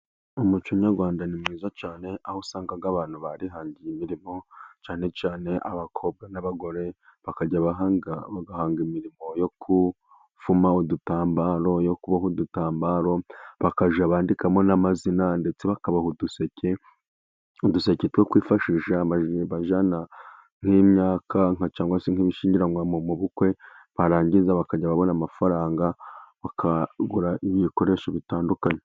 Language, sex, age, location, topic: Kinyarwanda, male, 25-35, Burera, government